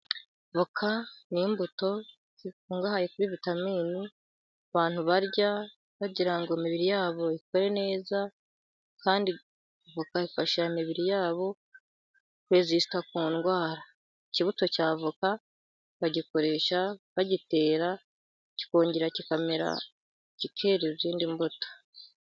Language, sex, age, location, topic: Kinyarwanda, female, 18-24, Gakenke, agriculture